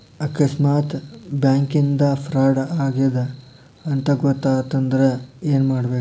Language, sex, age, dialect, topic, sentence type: Kannada, male, 18-24, Dharwad Kannada, banking, statement